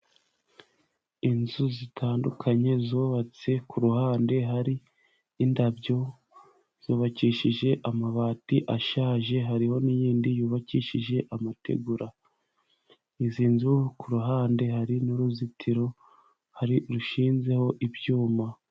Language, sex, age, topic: Kinyarwanda, male, 18-24, government